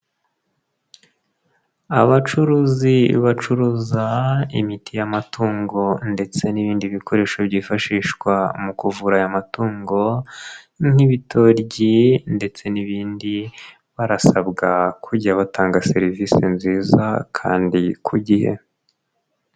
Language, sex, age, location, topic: Kinyarwanda, male, 25-35, Nyagatare, health